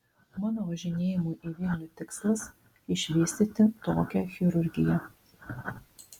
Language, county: Lithuanian, Vilnius